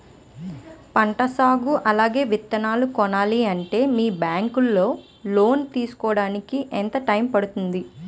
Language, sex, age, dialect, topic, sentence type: Telugu, female, 25-30, Utterandhra, banking, question